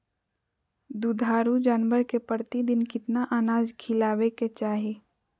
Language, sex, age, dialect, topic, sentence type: Magahi, female, 41-45, Southern, agriculture, question